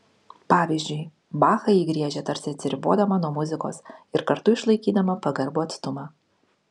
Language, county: Lithuanian, Kaunas